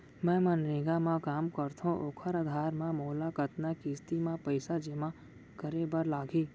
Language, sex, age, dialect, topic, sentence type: Chhattisgarhi, male, 18-24, Central, banking, question